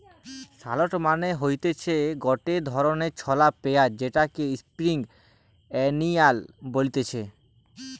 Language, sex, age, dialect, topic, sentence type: Bengali, male, 18-24, Western, agriculture, statement